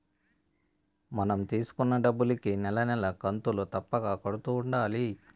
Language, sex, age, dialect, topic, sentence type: Telugu, male, 41-45, Southern, banking, statement